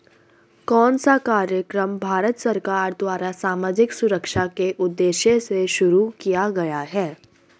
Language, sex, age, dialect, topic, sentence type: Hindi, female, 36-40, Hindustani Malvi Khadi Boli, banking, question